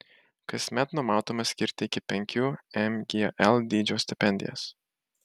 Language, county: Lithuanian, Marijampolė